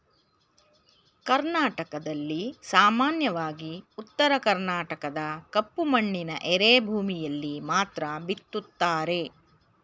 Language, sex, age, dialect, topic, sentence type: Kannada, female, 46-50, Mysore Kannada, agriculture, statement